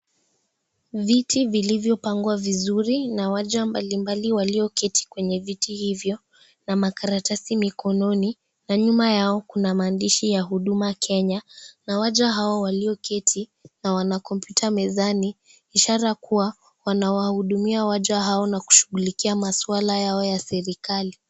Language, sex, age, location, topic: Swahili, female, 36-49, Kisii, government